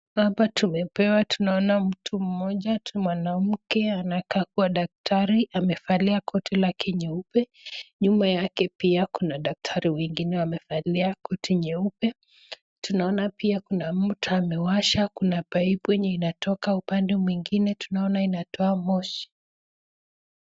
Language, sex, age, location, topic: Swahili, female, 25-35, Nakuru, health